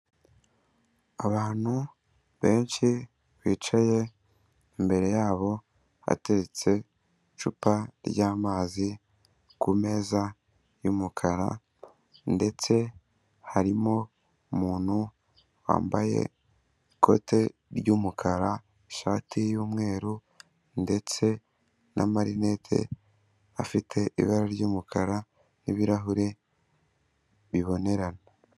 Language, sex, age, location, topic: Kinyarwanda, male, 18-24, Kigali, government